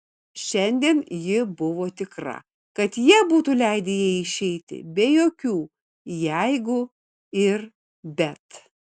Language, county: Lithuanian, Kaunas